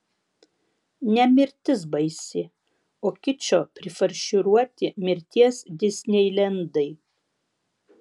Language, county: Lithuanian, Vilnius